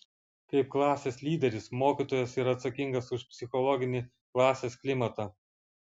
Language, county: Lithuanian, Vilnius